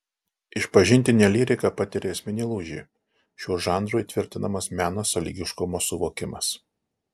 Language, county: Lithuanian, Alytus